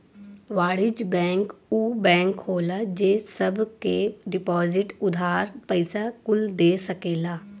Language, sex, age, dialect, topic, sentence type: Bhojpuri, female, 18-24, Western, banking, statement